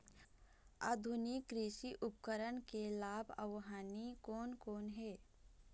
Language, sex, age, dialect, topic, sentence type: Chhattisgarhi, female, 46-50, Eastern, agriculture, question